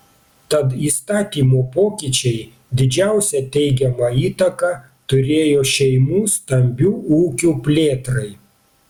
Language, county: Lithuanian, Panevėžys